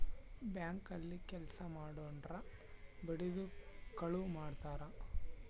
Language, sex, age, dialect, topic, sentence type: Kannada, male, 18-24, Central, banking, statement